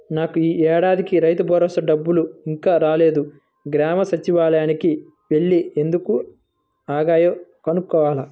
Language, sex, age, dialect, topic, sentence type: Telugu, male, 25-30, Central/Coastal, agriculture, statement